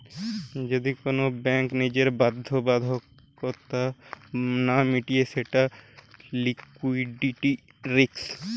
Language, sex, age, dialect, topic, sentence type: Bengali, male, 18-24, Western, banking, statement